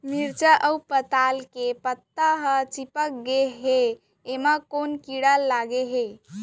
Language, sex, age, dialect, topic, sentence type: Chhattisgarhi, female, 46-50, Central, agriculture, question